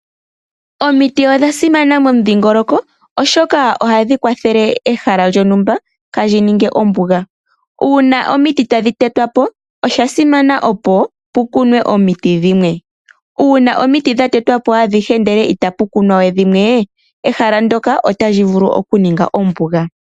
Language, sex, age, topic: Oshiwambo, female, 18-24, agriculture